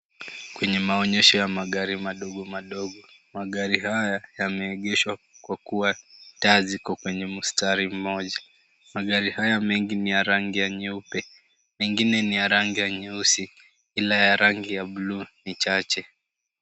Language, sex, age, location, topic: Swahili, male, 18-24, Kisumu, finance